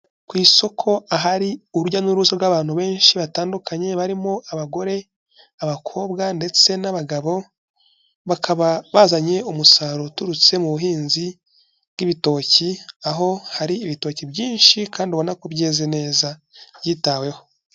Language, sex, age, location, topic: Kinyarwanda, male, 25-35, Kigali, agriculture